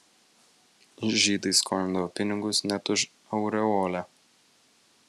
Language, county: Lithuanian, Vilnius